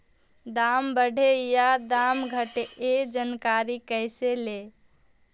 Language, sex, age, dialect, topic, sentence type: Magahi, male, 18-24, Central/Standard, agriculture, question